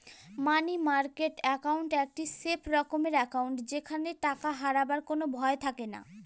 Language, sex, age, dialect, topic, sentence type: Bengali, female, <18, Northern/Varendri, banking, statement